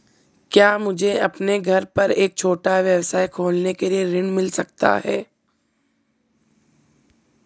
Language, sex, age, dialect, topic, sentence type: Hindi, female, 18-24, Marwari Dhudhari, banking, question